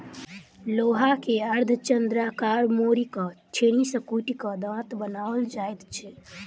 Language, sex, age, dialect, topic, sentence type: Maithili, female, 18-24, Southern/Standard, agriculture, statement